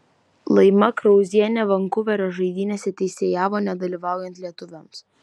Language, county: Lithuanian, Vilnius